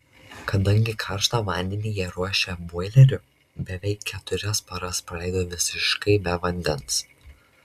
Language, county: Lithuanian, Šiauliai